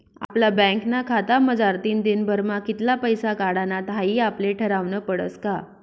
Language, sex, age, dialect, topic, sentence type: Marathi, female, 31-35, Northern Konkan, banking, statement